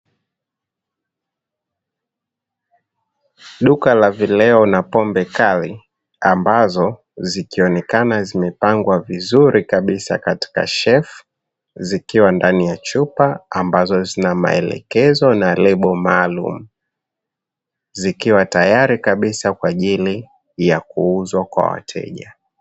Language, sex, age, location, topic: Swahili, male, 25-35, Dar es Salaam, finance